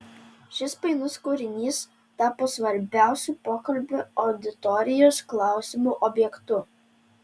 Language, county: Lithuanian, Telšiai